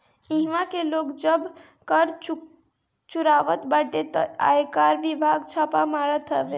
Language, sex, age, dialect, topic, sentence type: Bhojpuri, female, 41-45, Northern, banking, statement